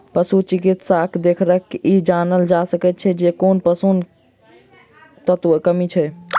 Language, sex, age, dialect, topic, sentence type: Maithili, male, 36-40, Southern/Standard, agriculture, statement